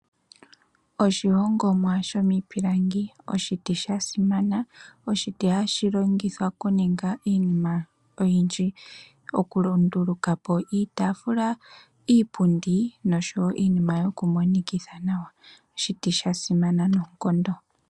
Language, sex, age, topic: Oshiwambo, female, 18-24, finance